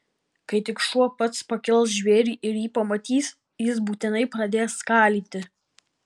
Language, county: Lithuanian, Alytus